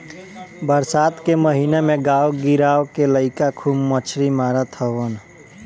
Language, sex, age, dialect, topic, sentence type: Bhojpuri, male, 18-24, Northern, agriculture, statement